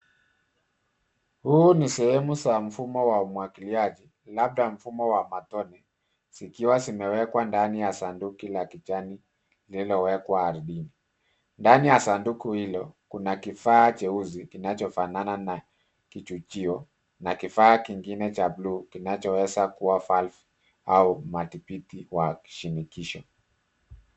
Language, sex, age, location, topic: Swahili, male, 36-49, Nairobi, agriculture